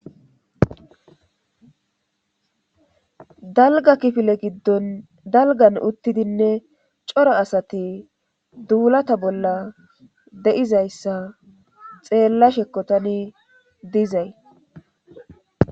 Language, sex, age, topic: Gamo, female, 18-24, government